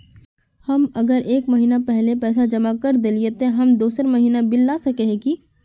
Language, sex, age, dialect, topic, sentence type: Magahi, female, 41-45, Northeastern/Surjapuri, banking, question